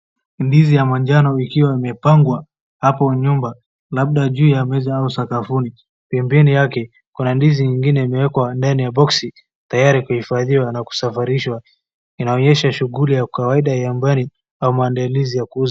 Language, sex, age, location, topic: Swahili, male, 25-35, Wajir, agriculture